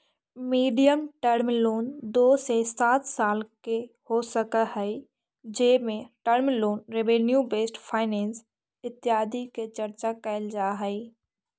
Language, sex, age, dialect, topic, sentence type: Magahi, female, 46-50, Central/Standard, agriculture, statement